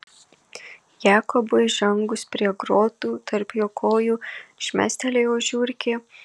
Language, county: Lithuanian, Marijampolė